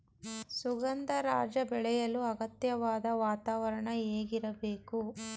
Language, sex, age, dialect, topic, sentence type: Kannada, female, 31-35, Mysore Kannada, agriculture, question